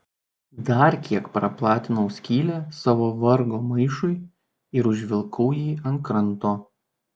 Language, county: Lithuanian, Šiauliai